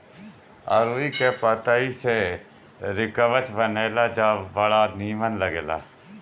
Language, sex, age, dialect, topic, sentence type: Bhojpuri, male, 41-45, Northern, agriculture, statement